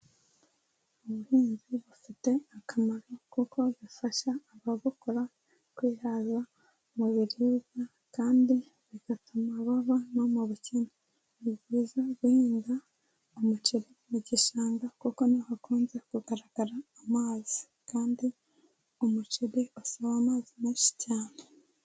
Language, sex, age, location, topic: Kinyarwanda, female, 18-24, Kigali, agriculture